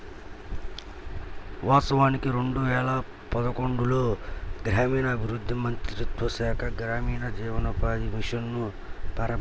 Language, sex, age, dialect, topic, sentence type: Telugu, male, 18-24, Central/Coastal, banking, statement